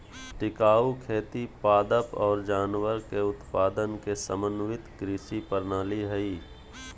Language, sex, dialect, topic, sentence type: Magahi, male, Southern, agriculture, statement